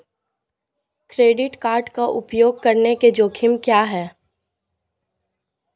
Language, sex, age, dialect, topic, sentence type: Hindi, female, 18-24, Marwari Dhudhari, banking, question